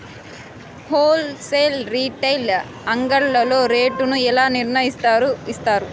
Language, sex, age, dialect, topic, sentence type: Telugu, female, 18-24, Southern, agriculture, question